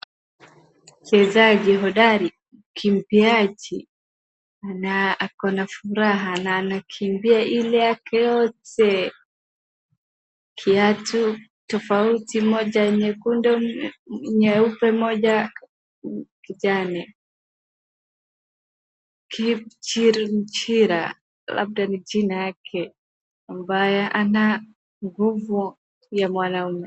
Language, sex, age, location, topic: Swahili, female, 36-49, Wajir, government